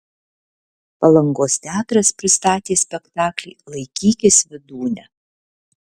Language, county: Lithuanian, Alytus